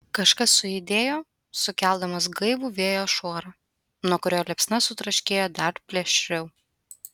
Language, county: Lithuanian, Utena